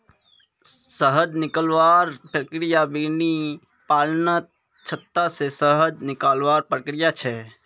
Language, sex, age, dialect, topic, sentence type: Magahi, male, 51-55, Northeastern/Surjapuri, agriculture, statement